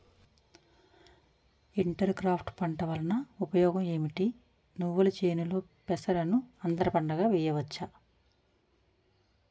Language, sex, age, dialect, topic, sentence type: Telugu, female, 41-45, Utterandhra, agriculture, question